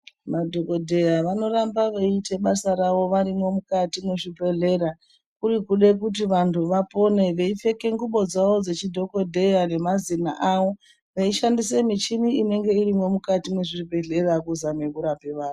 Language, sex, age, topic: Ndau, female, 36-49, health